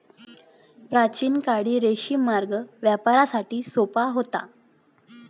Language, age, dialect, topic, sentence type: Marathi, 25-30, Varhadi, banking, statement